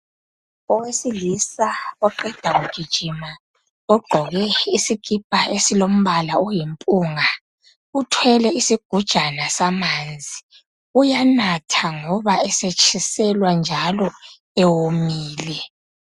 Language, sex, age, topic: North Ndebele, male, 25-35, health